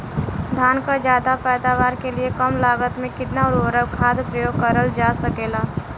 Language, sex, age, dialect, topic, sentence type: Bhojpuri, female, 18-24, Western, agriculture, question